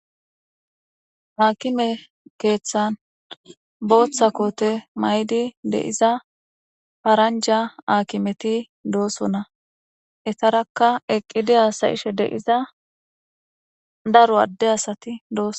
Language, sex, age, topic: Gamo, female, 25-35, government